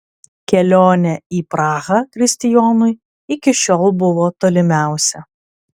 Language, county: Lithuanian, Klaipėda